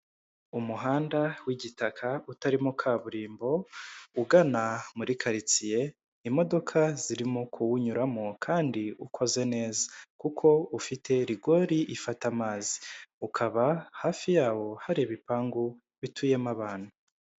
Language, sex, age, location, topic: Kinyarwanda, male, 25-35, Kigali, government